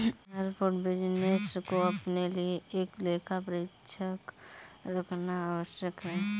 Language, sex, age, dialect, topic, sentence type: Hindi, female, 25-30, Kanauji Braj Bhasha, banking, statement